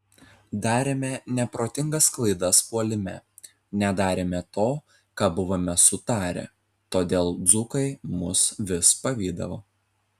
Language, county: Lithuanian, Telšiai